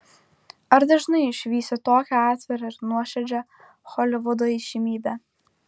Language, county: Lithuanian, Kaunas